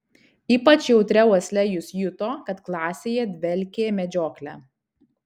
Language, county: Lithuanian, Kaunas